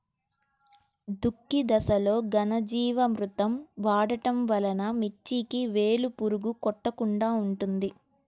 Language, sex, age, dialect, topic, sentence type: Telugu, female, 18-24, Central/Coastal, agriculture, question